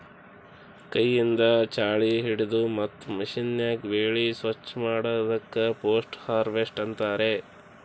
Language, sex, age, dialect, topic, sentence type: Kannada, male, 18-24, Northeastern, agriculture, statement